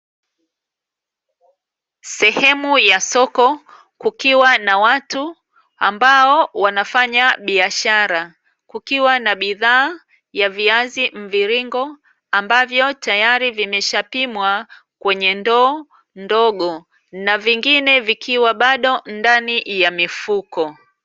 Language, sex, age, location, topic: Swahili, female, 36-49, Dar es Salaam, finance